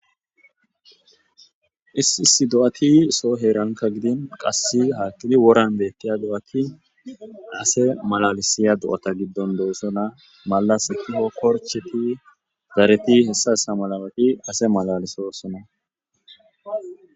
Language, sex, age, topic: Gamo, male, 25-35, agriculture